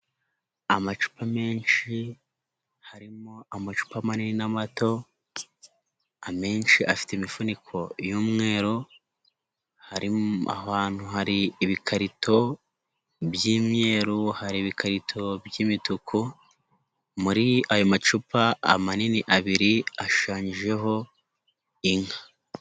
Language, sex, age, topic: Kinyarwanda, female, 25-35, agriculture